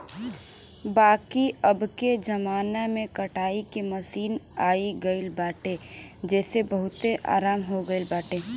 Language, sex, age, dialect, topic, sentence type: Bhojpuri, female, 18-24, Western, agriculture, statement